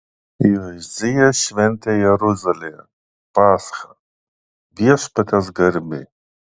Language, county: Lithuanian, Klaipėda